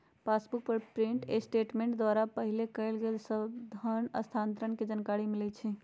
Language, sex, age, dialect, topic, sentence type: Magahi, male, 36-40, Western, banking, statement